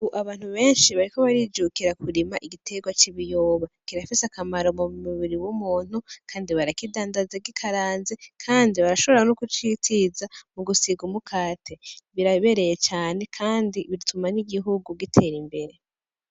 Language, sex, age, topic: Rundi, female, 18-24, agriculture